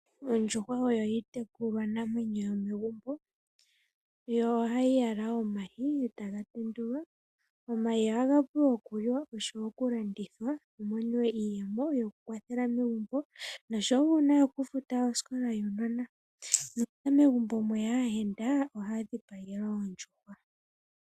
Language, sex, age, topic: Oshiwambo, female, 18-24, agriculture